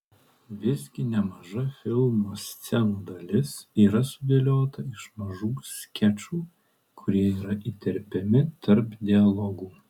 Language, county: Lithuanian, Kaunas